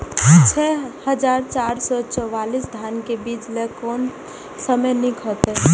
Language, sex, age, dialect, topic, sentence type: Maithili, female, 18-24, Eastern / Thethi, agriculture, question